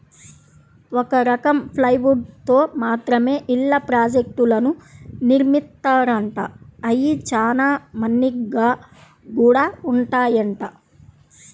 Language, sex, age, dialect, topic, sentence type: Telugu, female, 31-35, Central/Coastal, agriculture, statement